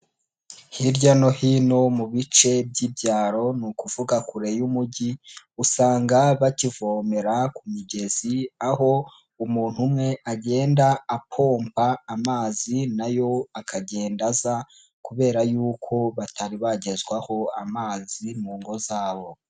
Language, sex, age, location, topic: Kinyarwanda, male, 18-24, Huye, health